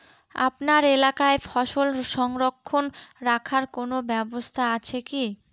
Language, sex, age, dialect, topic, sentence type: Bengali, female, 18-24, Northern/Varendri, agriculture, question